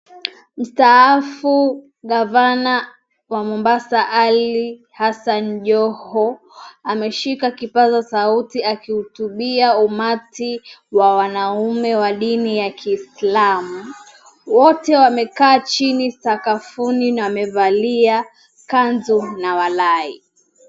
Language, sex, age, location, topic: Swahili, female, 18-24, Mombasa, government